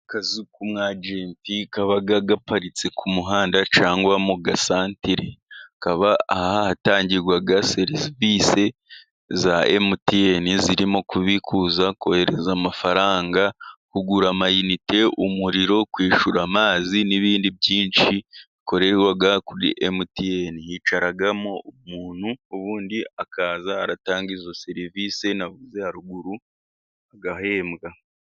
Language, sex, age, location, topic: Kinyarwanda, male, 18-24, Musanze, finance